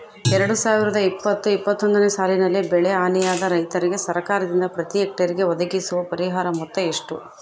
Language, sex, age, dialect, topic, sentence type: Kannada, female, 56-60, Central, agriculture, question